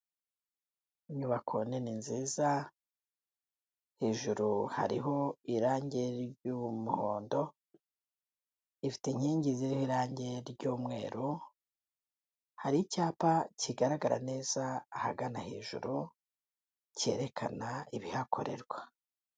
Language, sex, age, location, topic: Kinyarwanda, female, 18-24, Kigali, health